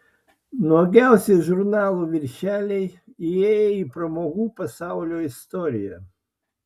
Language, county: Lithuanian, Klaipėda